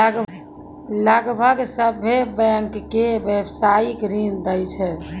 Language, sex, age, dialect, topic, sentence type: Maithili, female, 18-24, Angika, banking, statement